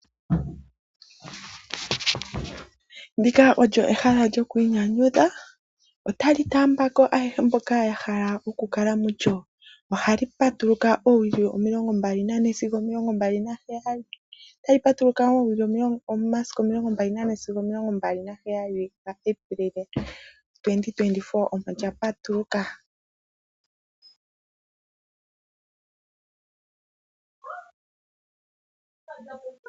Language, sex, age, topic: Oshiwambo, female, 25-35, finance